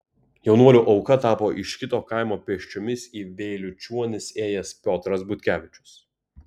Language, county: Lithuanian, Kaunas